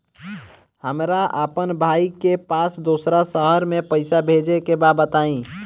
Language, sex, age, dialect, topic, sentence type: Bhojpuri, male, 18-24, Northern, banking, question